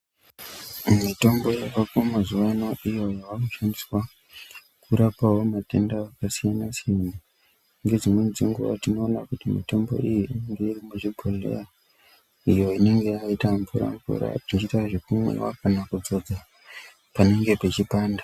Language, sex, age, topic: Ndau, male, 25-35, health